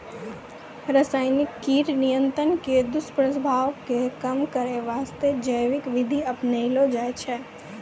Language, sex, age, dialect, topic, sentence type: Maithili, female, 18-24, Angika, agriculture, statement